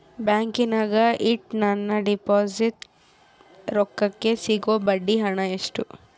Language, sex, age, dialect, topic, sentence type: Kannada, female, 18-24, Central, banking, question